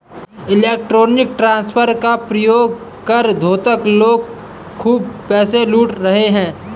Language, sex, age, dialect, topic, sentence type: Hindi, male, 51-55, Awadhi Bundeli, banking, statement